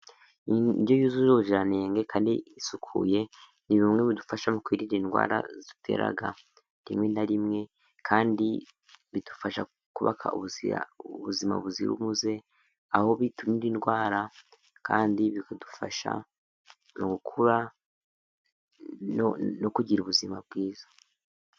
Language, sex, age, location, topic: Kinyarwanda, male, 18-24, Musanze, agriculture